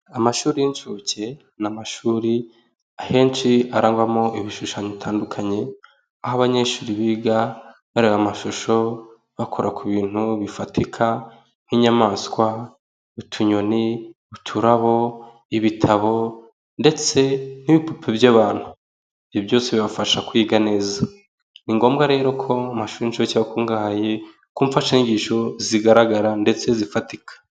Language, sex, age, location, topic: Kinyarwanda, male, 18-24, Nyagatare, education